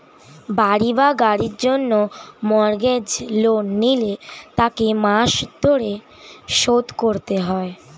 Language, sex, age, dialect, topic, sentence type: Bengali, male, <18, Standard Colloquial, banking, statement